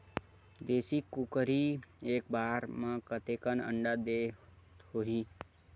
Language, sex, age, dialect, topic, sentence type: Chhattisgarhi, male, 60-100, Western/Budati/Khatahi, agriculture, question